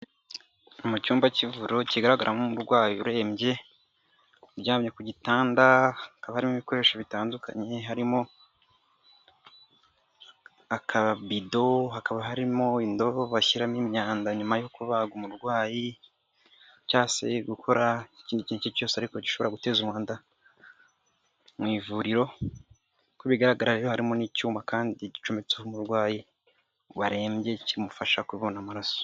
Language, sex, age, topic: Kinyarwanda, male, 18-24, health